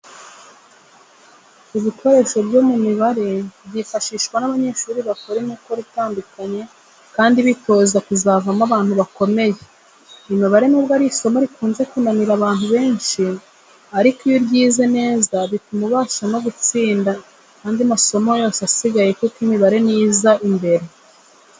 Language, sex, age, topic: Kinyarwanda, female, 25-35, education